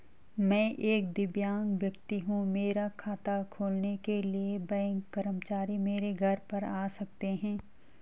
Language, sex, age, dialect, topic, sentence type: Hindi, female, 36-40, Garhwali, banking, question